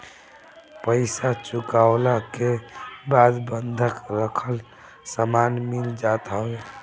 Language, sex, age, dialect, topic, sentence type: Bhojpuri, male, <18, Northern, banking, statement